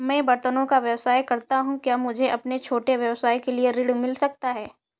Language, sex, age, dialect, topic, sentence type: Hindi, female, 25-30, Awadhi Bundeli, banking, question